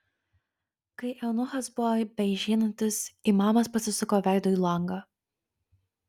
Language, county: Lithuanian, Kaunas